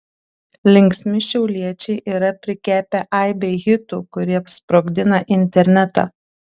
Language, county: Lithuanian, Panevėžys